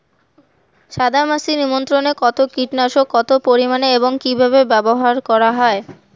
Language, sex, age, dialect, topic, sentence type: Bengali, female, 18-24, Rajbangshi, agriculture, question